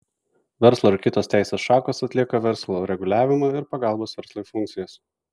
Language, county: Lithuanian, Vilnius